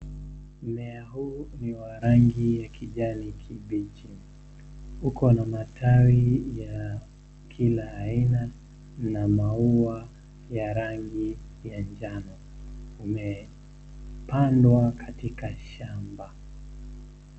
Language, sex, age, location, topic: Swahili, male, 25-35, Nairobi, health